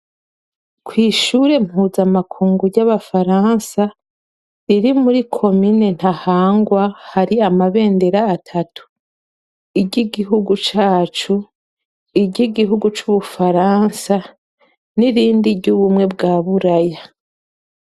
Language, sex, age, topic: Rundi, female, 25-35, education